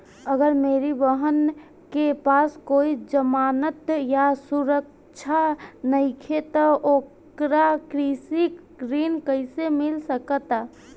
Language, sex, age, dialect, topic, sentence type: Bhojpuri, female, 18-24, Northern, agriculture, statement